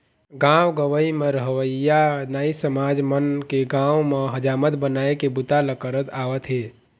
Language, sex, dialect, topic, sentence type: Chhattisgarhi, male, Eastern, banking, statement